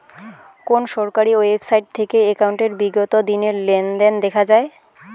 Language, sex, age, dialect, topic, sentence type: Bengali, female, 18-24, Rajbangshi, banking, question